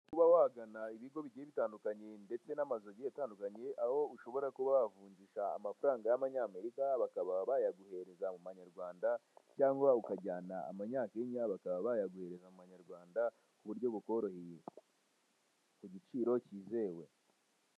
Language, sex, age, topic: Kinyarwanda, male, 18-24, finance